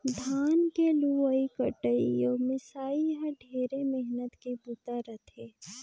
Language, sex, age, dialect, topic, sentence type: Chhattisgarhi, female, 18-24, Northern/Bhandar, agriculture, statement